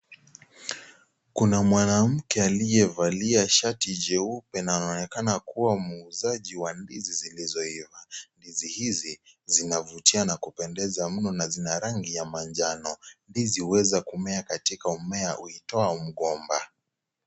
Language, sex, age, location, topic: Swahili, male, 18-24, Kisii, agriculture